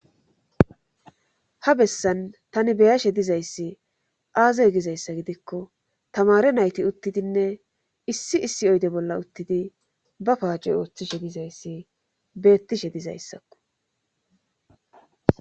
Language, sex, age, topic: Gamo, female, 25-35, government